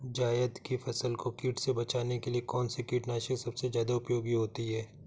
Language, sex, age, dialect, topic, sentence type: Hindi, male, 36-40, Awadhi Bundeli, agriculture, question